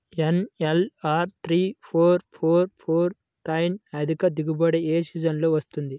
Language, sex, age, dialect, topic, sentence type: Telugu, male, 18-24, Central/Coastal, agriculture, question